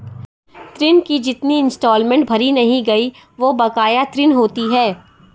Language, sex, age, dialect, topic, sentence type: Hindi, female, 60-100, Marwari Dhudhari, banking, statement